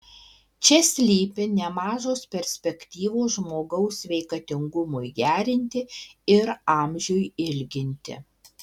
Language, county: Lithuanian, Alytus